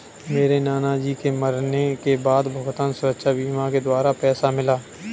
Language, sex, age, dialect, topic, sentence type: Hindi, male, 18-24, Kanauji Braj Bhasha, banking, statement